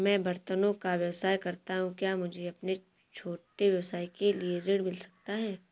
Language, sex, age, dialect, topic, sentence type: Hindi, female, 18-24, Awadhi Bundeli, banking, question